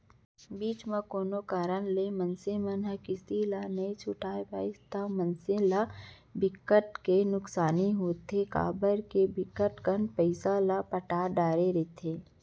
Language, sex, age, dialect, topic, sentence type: Chhattisgarhi, female, 25-30, Central, banking, statement